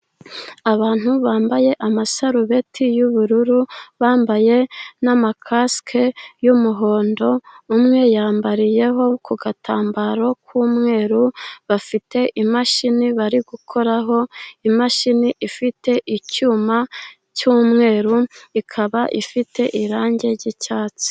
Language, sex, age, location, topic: Kinyarwanda, female, 25-35, Musanze, education